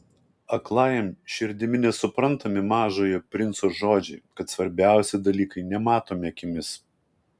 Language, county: Lithuanian, Kaunas